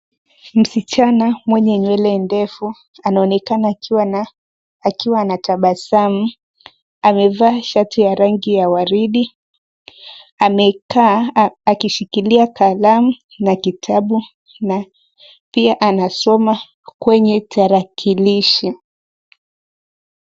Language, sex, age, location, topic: Swahili, female, 18-24, Nairobi, education